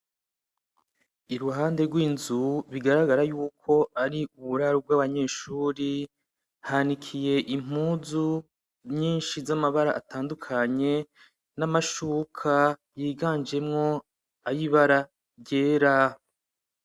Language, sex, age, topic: Rundi, male, 36-49, education